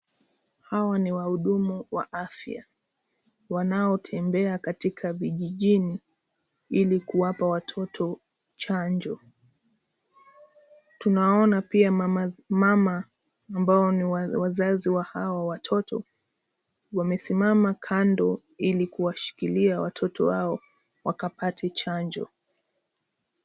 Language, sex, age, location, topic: Swahili, female, 25-35, Nairobi, health